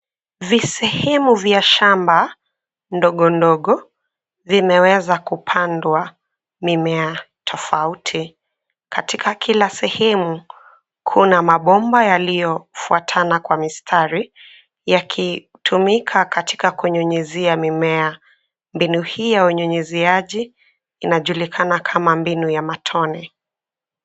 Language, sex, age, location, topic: Swahili, female, 18-24, Nairobi, agriculture